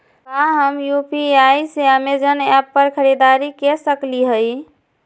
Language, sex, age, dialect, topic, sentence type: Magahi, female, 46-50, Southern, banking, question